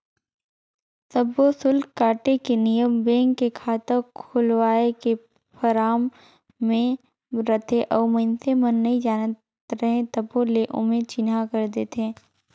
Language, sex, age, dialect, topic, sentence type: Chhattisgarhi, female, 56-60, Northern/Bhandar, banking, statement